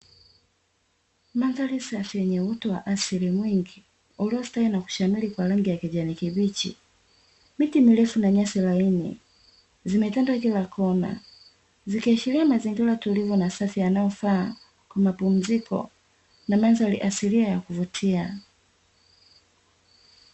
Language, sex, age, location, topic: Swahili, female, 36-49, Dar es Salaam, agriculture